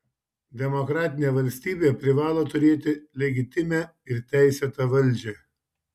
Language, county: Lithuanian, Šiauliai